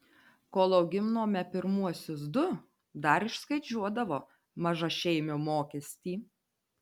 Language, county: Lithuanian, Telšiai